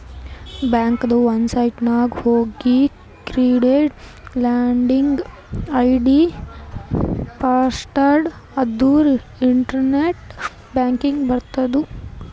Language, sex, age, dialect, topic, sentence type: Kannada, female, 18-24, Northeastern, banking, statement